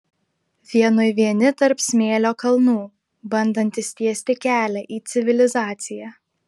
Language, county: Lithuanian, Klaipėda